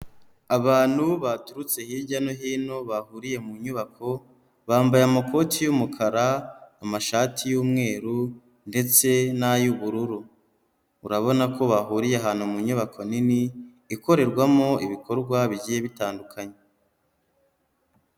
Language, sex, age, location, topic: Kinyarwanda, female, 36-49, Huye, health